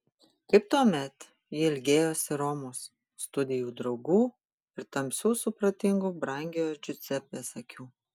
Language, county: Lithuanian, Panevėžys